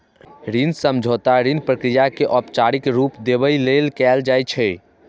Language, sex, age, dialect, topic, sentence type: Maithili, male, 18-24, Eastern / Thethi, banking, statement